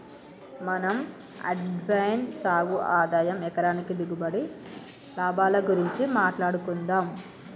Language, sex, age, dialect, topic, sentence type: Telugu, female, 31-35, Telangana, agriculture, statement